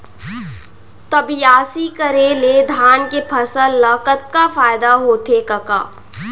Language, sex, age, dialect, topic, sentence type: Chhattisgarhi, female, 18-24, Central, agriculture, statement